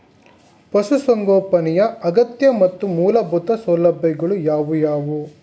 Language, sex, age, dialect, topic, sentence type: Kannada, male, 51-55, Mysore Kannada, agriculture, question